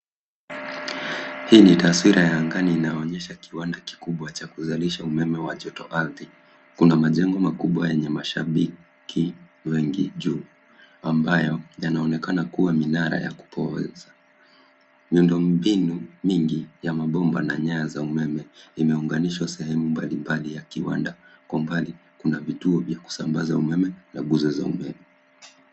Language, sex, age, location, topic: Swahili, male, 25-35, Nairobi, government